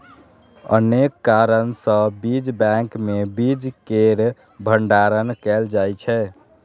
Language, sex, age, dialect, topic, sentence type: Maithili, male, 18-24, Eastern / Thethi, agriculture, statement